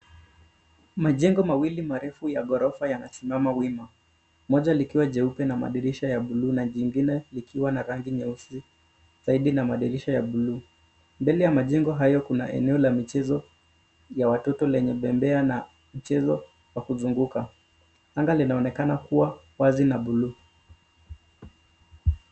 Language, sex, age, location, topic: Swahili, male, 25-35, Nairobi, finance